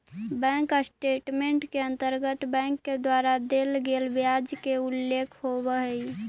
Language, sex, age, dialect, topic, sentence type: Magahi, female, 18-24, Central/Standard, banking, statement